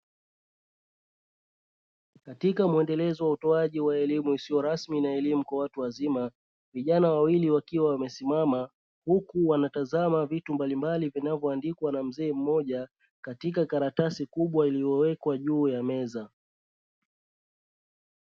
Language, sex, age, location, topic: Swahili, male, 36-49, Dar es Salaam, education